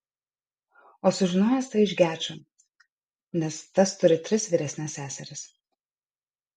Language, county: Lithuanian, Kaunas